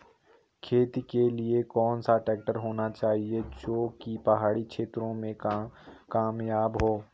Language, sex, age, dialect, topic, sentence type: Hindi, male, 18-24, Garhwali, agriculture, question